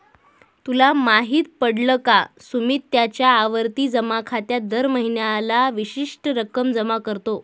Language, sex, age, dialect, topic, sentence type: Marathi, female, 18-24, Northern Konkan, banking, statement